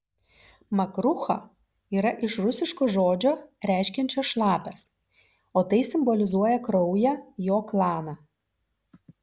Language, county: Lithuanian, Vilnius